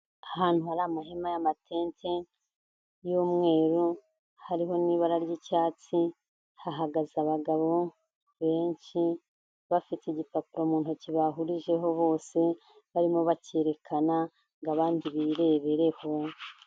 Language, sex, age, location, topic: Kinyarwanda, female, 50+, Kigali, health